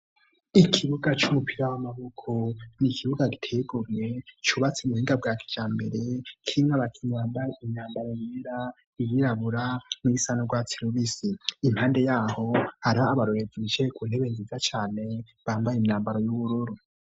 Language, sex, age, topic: Rundi, male, 18-24, education